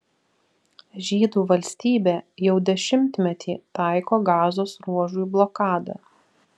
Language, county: Lithuanian, Vilnius